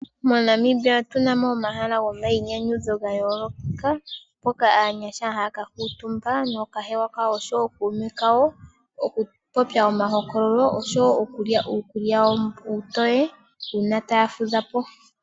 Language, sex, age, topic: Oshiwambo, male, 18-24, agriculture